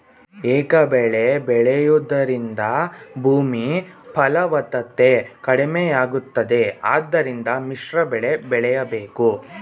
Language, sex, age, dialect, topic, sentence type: Kannada, male, 18-24, Mysore Kannada, agriculture, statement